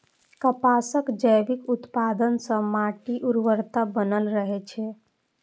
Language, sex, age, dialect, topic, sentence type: Maithili, female, 25-30, Eastern / Thethi, agriculture, statement